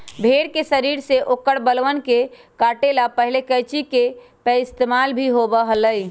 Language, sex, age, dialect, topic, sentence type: Magahi, female, 25-30, Western, agriculture, statement